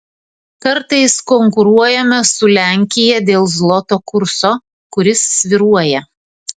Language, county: Lithuanian, Vilnius